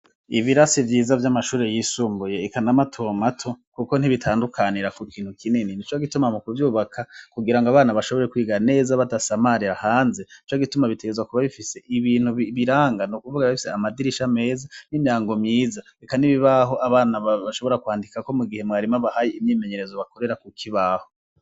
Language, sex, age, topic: Rundi, male, 36-49, education